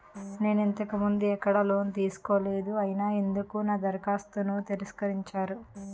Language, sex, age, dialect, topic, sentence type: Telugu, female, 18-24, Utterandhra, banking, question